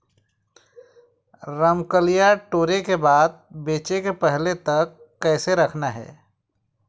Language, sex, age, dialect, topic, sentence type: Chhattisgarhi, female, 46-50, Eastern, agriculture, question